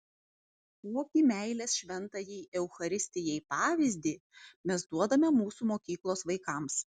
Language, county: Lithuanian, Vilnius